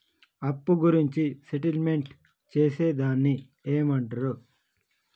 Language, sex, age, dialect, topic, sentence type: Telugu, male, 31-35, Telangana, banking, question